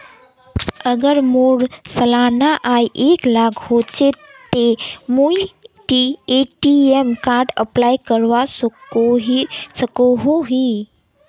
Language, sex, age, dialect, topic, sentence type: Magahi, male, 18-24, Northeastern/Surjapuri, banking, question